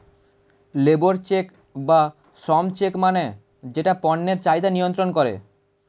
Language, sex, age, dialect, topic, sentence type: Bengali, male, 18-24, Standard Colloquial, banking, statement